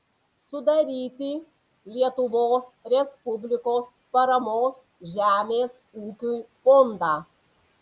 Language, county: Lithuanian, Panevėžys